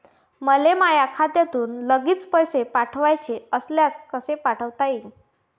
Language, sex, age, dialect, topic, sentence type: Marathi, female, 18-24, Varhadi, banking, question